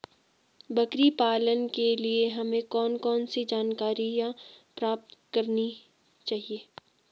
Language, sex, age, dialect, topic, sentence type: Hindi, female, 18-24, Garhwali, agriculture, question